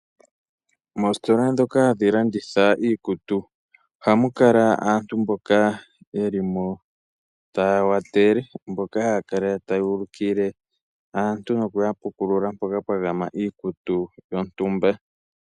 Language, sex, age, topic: Oshiwambo, male, 18-24, finance